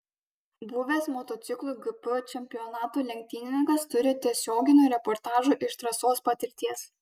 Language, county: Lithuanian, Kaunas